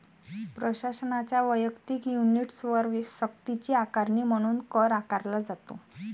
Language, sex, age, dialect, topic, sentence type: Marathi, female, 18-24, Varhadi, banking, statement